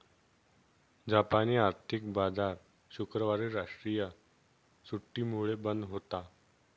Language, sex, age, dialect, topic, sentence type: Marathi, male, 18-24, Northern Konkan, banking, statement